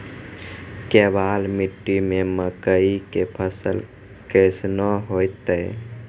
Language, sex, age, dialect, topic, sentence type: Maithili, male, 51-55, Angika, agriculture, question